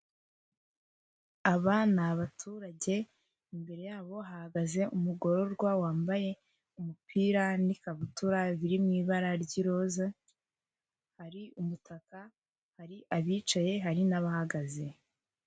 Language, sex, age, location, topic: Kinyarwanda, female, 25-35, Kigali, government